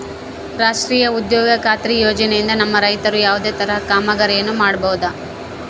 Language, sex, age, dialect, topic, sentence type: Kannada, female, 51-55, Central, agriculture, question